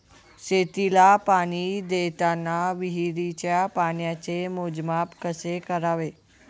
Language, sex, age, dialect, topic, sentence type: Marathi, male, 18-24, Northern Konkan, agriculture, question